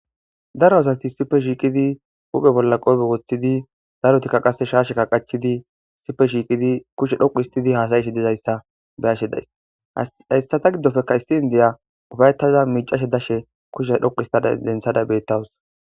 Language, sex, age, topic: Gamo, female, 25-35, government